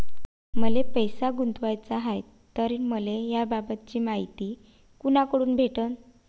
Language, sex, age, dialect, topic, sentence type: Marathi, female, 25-30, Varhadi, banking, question